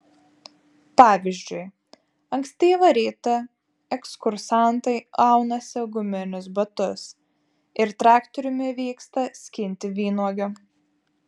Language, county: Lithuanian, Vilnius